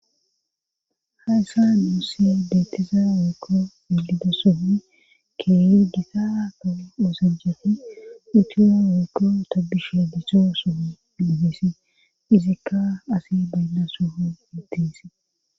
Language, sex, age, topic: Gamo, female, 25-35, government